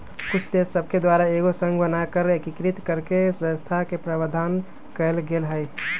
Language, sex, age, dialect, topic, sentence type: Magahi, male, 18-24, Western, banking, statement